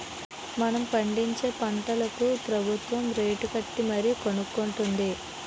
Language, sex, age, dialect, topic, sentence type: Telugu, female, 18-24, Utterandhra, agriculture, statement